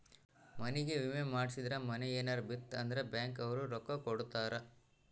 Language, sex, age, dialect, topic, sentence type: Kannada, male, 18-24, Central, banking, statement